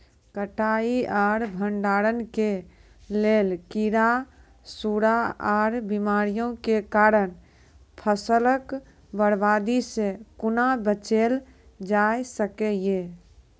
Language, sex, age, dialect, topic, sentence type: Maithili, female, 18-24, Angika, agriculture, question